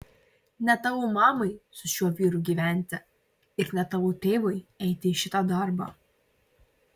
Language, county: Lithuanian, Marijampolė